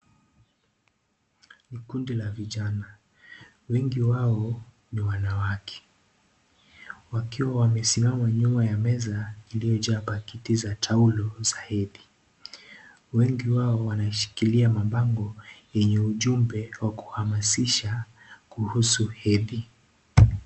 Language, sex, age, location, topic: Swahili, male, 18-24, Kisii, health